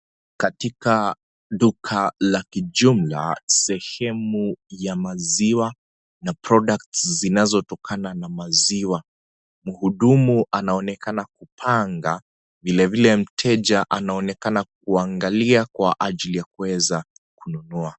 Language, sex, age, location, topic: Swahili, male, 25-35, Kisii, finance